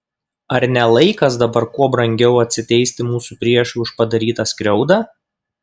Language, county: Lithuanian, Kaunas